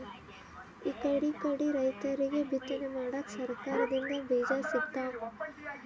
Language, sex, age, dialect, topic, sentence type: Kannada, female, 18-24, Northeastern, agriculture, statement